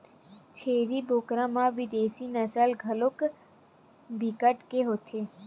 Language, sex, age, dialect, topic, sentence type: Chhattisgarhi, female, 18-24, Western/Budati/Khatahi, agriculture, statement